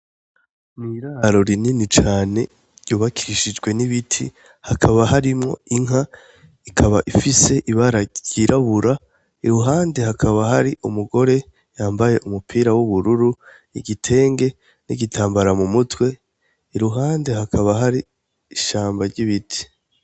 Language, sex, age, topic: Rundi, male, 18-24, agriculture